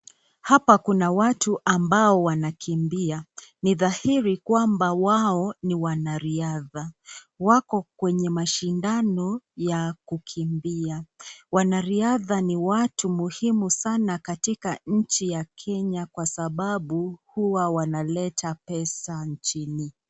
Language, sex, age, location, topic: Swahili, female, 25-35, Nakuru, education